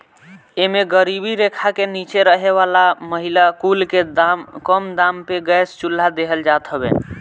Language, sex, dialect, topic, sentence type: Bhojpuri, male, Northern, agriculture, statement